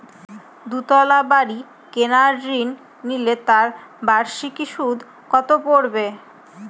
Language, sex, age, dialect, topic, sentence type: Bengali, female, 18-24, Northern/Varendri, banking, question